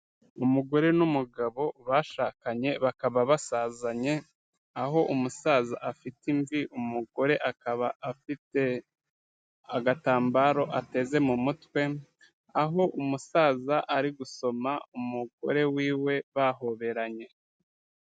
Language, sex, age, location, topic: Kinyarwanda, male, 36-49, Kigali, health